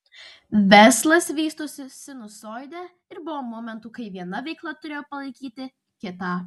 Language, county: Lithuanian, Vilnius